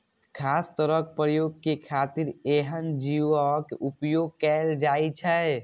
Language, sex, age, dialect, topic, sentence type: Maithili, male, 18-24, Eastern / Thethi, agriculture, statement